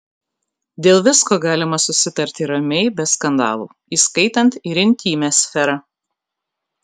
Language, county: Lithuanian, Kaunas